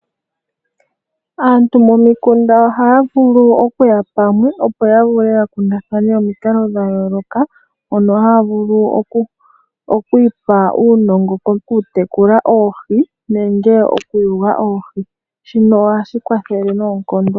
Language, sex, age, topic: Oshiwambo, female, 18-24, agriculture